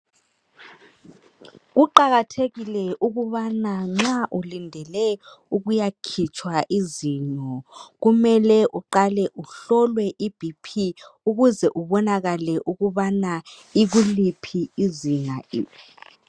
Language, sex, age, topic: North Ndebele, male, 50+, health